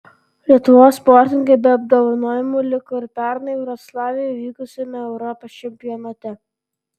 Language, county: Lithuanian, Vilnius